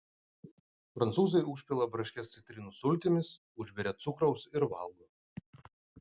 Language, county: Lithuanian, Utena